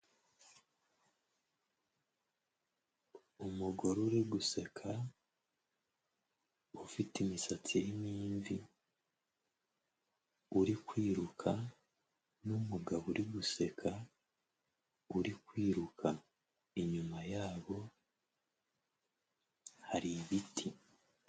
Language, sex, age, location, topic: Kinyarwanda, male, 25-35, Huye, health